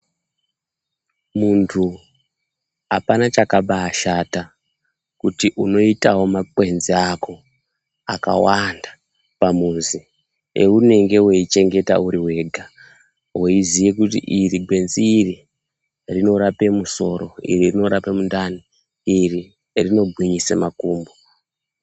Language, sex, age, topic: Ndau, male, 18-24, health